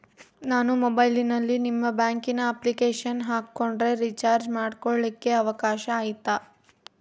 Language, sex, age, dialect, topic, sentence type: Kannada, female, 25-30, Central, banking, question